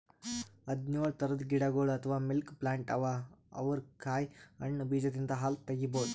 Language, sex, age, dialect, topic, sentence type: Kannada, male, 18-24, Northeastern, agriculture, statement